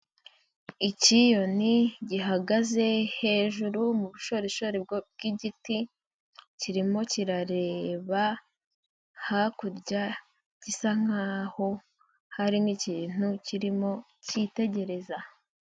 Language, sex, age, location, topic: Kinyarwanda, female, 18-24, Huye, agriculture